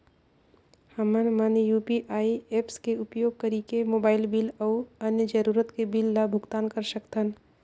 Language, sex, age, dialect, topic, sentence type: Chhattisgarhi, female, 25-30, Northern/Bhandar, banking, statement